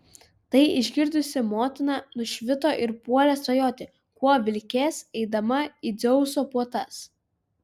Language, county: Lithuanian, Vilnius